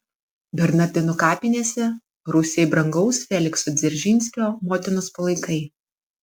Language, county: Lithuanian, Vilnius